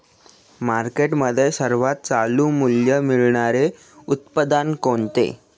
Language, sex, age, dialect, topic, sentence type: Marathi, male, 18-24, Standard Marathi, agriculture, question